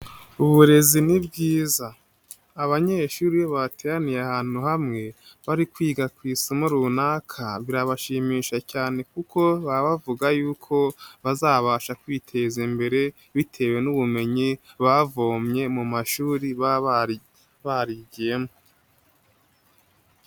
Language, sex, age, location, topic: Kinyarwanda, male, 18-24, Nyagatare, education